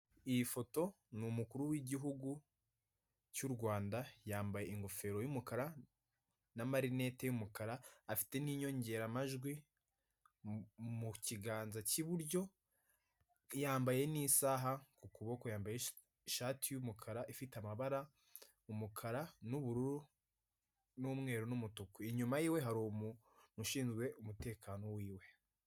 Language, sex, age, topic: Kinyarwanda, male, 18-24, government